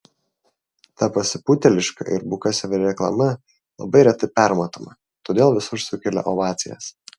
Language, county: Lithuanian, Vilnius